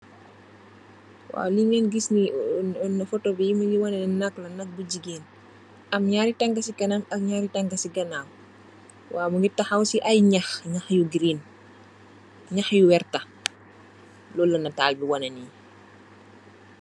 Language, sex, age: Wolof, female, 25-35